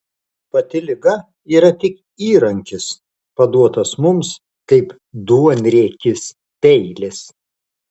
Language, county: Lithuanian, Alytus